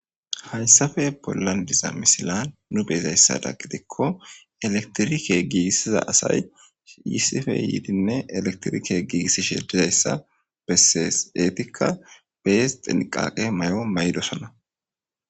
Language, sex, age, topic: Gamo, male, 18-24, government